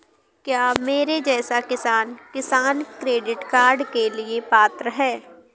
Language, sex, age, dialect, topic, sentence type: Hindi, female, 18-24, Awadhi Bundeli, agriculture, question